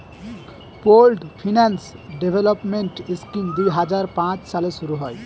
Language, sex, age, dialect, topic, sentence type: Bengali, male, 18-24, Standard Colloquial, banking, statement